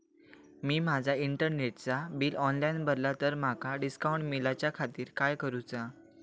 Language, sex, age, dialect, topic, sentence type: Marathi, male, 18-24, Southern Konkan, banking, question